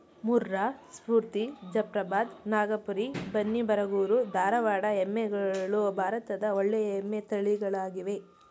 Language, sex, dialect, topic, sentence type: Kannada, female, Mysore Kannada, agriculture, statement